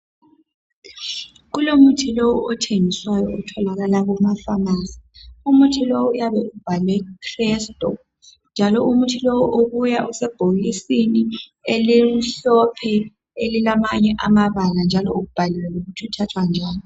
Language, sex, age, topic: North Ndebele, female, 18-24, health